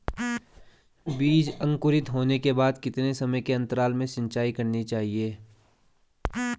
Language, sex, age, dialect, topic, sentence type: Hindi, male, 25-30, Garhwali, agriculture, question